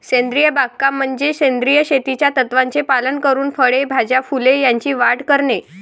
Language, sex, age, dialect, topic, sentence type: Marathi, female, 18-24, Varhadi, agriculture, statement